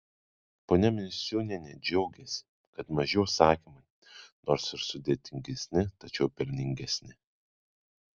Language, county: Lithuanian, Kaunas